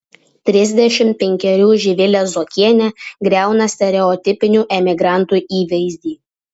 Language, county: Lithuanian, Vilnius